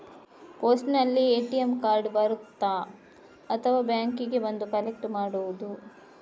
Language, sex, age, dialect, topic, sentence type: Kannada, female, 56-60, Coastal/Dakshin, banking, question